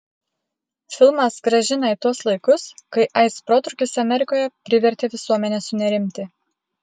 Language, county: Lithuanian, Utena